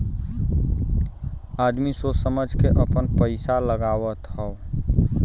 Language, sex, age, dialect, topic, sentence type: Bhojpuri, male, 18-24, Western, banking, statement